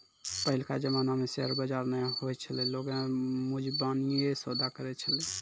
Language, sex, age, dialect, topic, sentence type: Maithili, male, 18-24, Angika, banking, statement